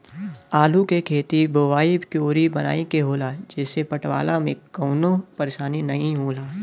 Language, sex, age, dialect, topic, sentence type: Bhojpuri, male, 25-30, Western, agriculture, statement